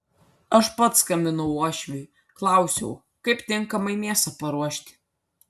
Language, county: Lithuanian, Kaunas